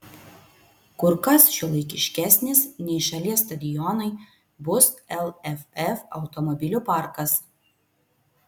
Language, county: Lithuanian, Vilnius